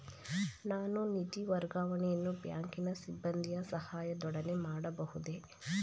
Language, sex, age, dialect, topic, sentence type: Kannada, female, 18-24, Mysore Kannada, banking, question